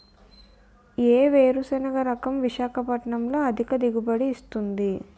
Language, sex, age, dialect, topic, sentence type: Telugu, female, 18-24, Utterandhra, agriculture, question